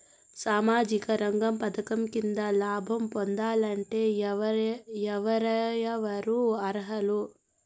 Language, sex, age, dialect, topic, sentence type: Telugu, male, 18-24, Southern, banking, question